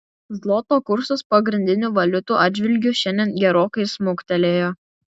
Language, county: Lithuanian, Kaunas